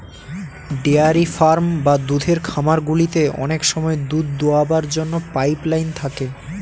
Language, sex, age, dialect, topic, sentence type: Bengali, male, 18-24, Standard Colloquial, agriculture, statement